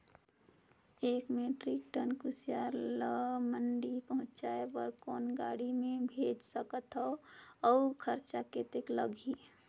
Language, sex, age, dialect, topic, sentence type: Chhattisgarhi, female, 18-24, Northern/Bhandar, agriculture, question